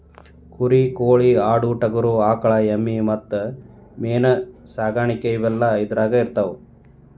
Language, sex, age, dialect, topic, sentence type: Kannada, male, 31-35, Dharwad Kannada, agriculture, statement